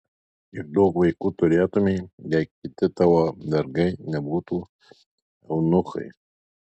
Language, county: Lithuanian, Alytus